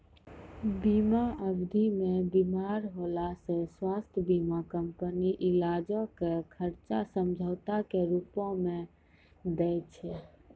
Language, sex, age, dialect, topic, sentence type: Maithili, female, 18-24, Angika, banking, statement